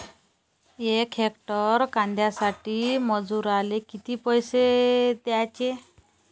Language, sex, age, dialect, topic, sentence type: Marathi, female, 31-35, Varhadi, agriculture, question